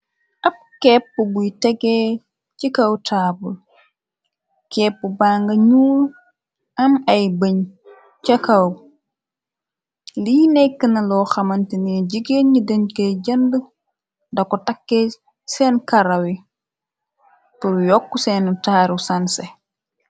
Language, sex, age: Wolof, female, 25-35